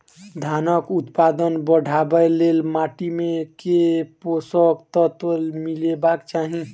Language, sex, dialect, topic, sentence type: Maithili, male, Southern/Standard, agriculture, question